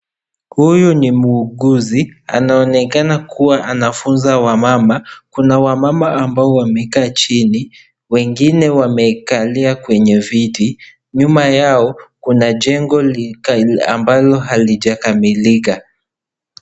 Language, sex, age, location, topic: Swahili, male, 18-24, Kisii, health